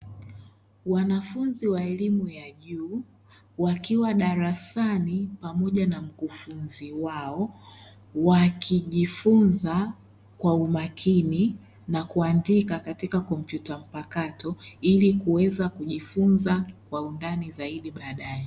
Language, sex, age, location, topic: Swahili, male, 25-35, Dar es Salaam, education